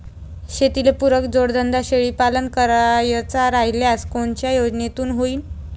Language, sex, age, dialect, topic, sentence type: Marathi, female, 25-30, Varhadi, agriculture, question